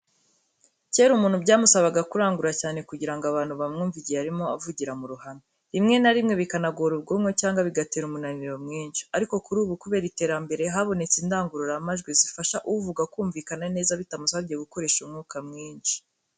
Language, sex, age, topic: Kinyarwanda, female, 18-24, education